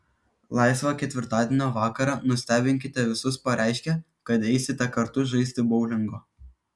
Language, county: Lithuanian, Kaunas